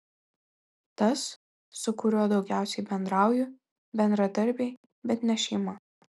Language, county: Lithuanian, Marijampolė